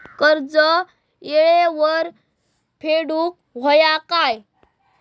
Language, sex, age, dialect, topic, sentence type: Marathi, male, 18-24, Southern Konkan, banking, question